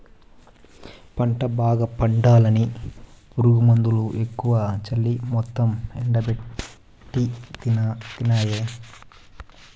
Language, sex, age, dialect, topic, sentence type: Telugu, male, 25-30, Southern, agriculture, statement